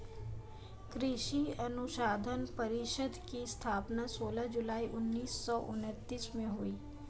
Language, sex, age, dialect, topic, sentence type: Hindi, female, 25-30, Marwari Dhudhari, agriculture, statement